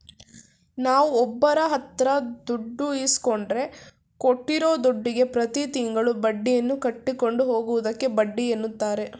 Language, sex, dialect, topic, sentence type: Kannada, female, Mysore Kannada, banking, statement